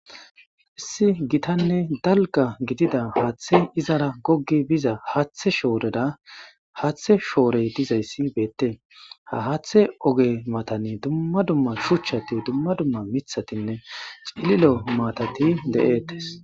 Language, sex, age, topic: Gamo, female, 25-35, government